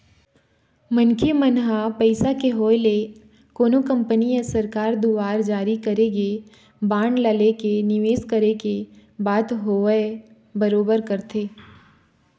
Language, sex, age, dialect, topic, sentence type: Chhattisgarhi, female, 25-30, Eastern, banking, statement